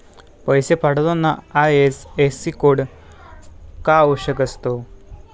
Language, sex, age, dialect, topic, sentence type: Marathi, male, 18-24, Standard Marathi, banking, question